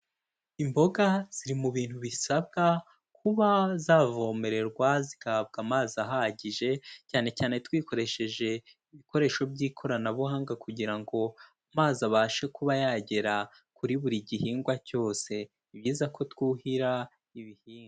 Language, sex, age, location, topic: Kinyarwanda, male, 18-24, Kigali, agriculture